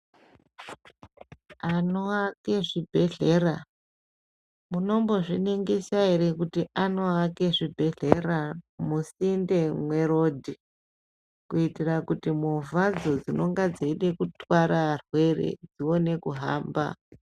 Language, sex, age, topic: Ndau, male, 25-35, health